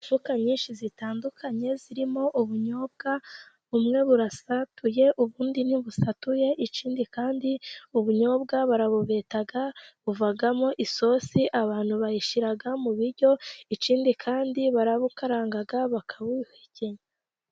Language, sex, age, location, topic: Kinyarwanda, female, 25-35, Musanze, agriculture